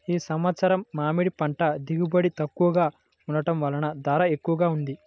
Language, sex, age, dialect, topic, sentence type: Telugu, male, 56-60, Central/Coastal, agriculture, statement